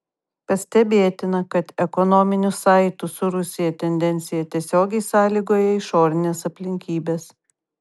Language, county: Lithuanian, Kaunas